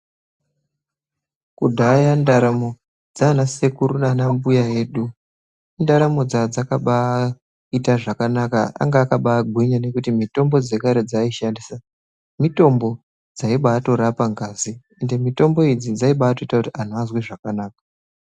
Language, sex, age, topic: Ndau, male, 18-24, health